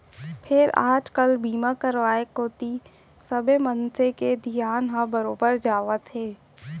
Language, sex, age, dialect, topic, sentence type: Chhattisgarhi, female, 18-24, Central, banking, statement